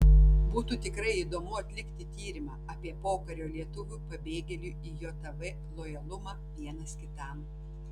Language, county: Lithuanian, Tauragė